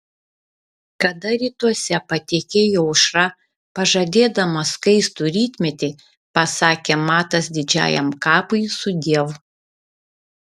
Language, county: Lithuanian, Šiauliai